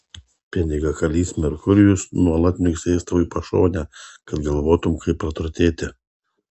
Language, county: Lithuanian, Kaunas